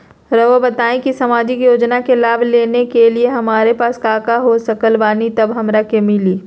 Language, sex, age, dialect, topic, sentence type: Magahi, female, 36-40, Southern, banking, question